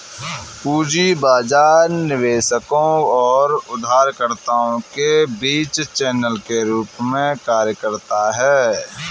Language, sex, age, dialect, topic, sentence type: Hindi, male, 18-24, Kanauji Braj Bhasha, banking, statement